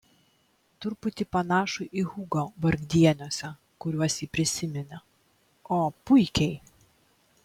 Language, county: Lithuanian, Klaipėda